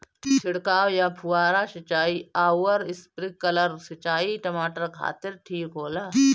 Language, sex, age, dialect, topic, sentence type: Bhojpuri, female, 25-30, Northern, agriculture, question